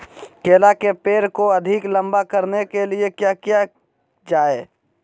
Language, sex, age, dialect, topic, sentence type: Magahi, male, 56-60, Southern, agriculture, question